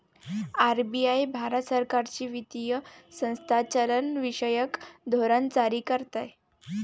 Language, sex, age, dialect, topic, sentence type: Marathi, female, 18-24, Varhadi, banking, statement